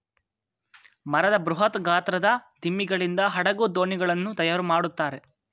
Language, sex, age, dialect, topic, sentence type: Kannada, male, 18-24, Mysore Kannada, agriculture, statement